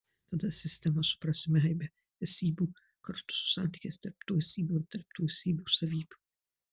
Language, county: Lithuanian, Marijampolė